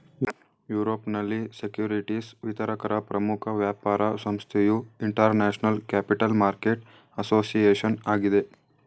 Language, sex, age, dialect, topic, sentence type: Kannada, male, 18-24, Mysore Kannada, banking, statement